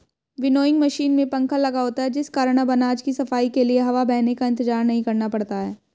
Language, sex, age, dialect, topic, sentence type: Hindi, female, 25-30, Hindustani Malvi Khadi Boli, agriculture, statement